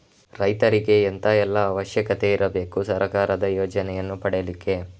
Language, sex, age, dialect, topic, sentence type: Kannada, male, 25-30, Coastal/Dakshin, banking, question